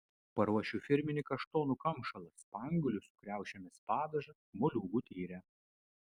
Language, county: Lithuanian, Vilnius